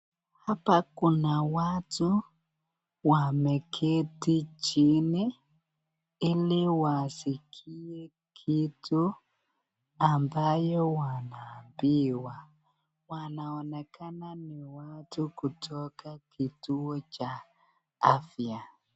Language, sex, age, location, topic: Swahili, male, 18-24, Nakuru, health